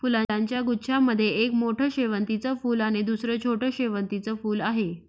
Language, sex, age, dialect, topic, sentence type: Marathi, female, 25-30, Northern Konkan, agriculture, statement